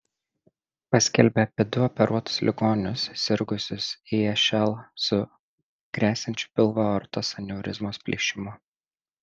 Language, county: Lithuanian, Šiauliai